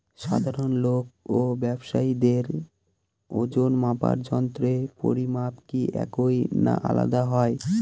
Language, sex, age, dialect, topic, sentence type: Bengali, male, 18-24, Northern/Varendri, agriculture, question